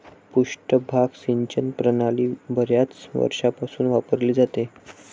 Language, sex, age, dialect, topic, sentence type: Marathi, male, 18-24, Varhadi, agriculture, statement